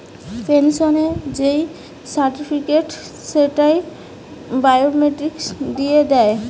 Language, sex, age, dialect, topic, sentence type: Bengali, female, 18-24, Western, banking, statement